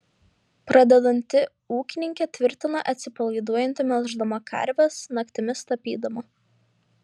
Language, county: Lithuanian, Šiauliai